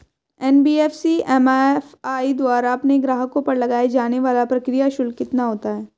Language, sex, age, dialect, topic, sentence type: Hindi, female, 25-30, Hindustani Malvi Khadi Boli, banking, question